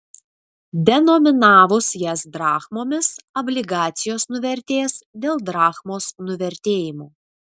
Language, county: Lithuanian, Vilnius